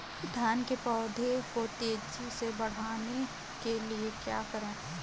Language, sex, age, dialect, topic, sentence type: Hindi, female, 18-24, Kanauji Braj Bhasha, agriculture, question